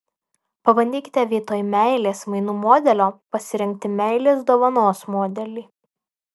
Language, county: Lithuanian, Alytus